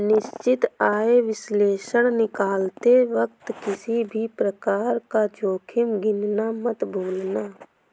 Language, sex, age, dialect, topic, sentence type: Hindi, female, 18-24, Awadhi Bundeli, banking, statement